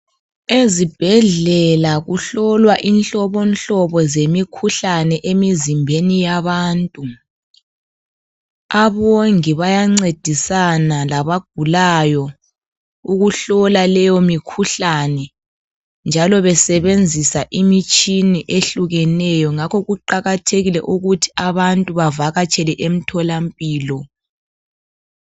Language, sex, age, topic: North Ndebele, female, 25-35, health